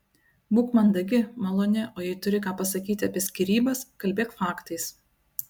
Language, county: Lithuanian, Utena